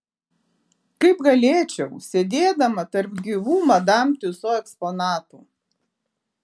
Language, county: Lithuanian, Alytus